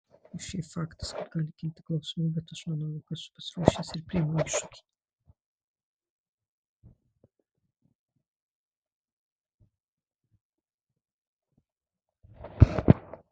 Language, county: Lithuanian, Marijampolė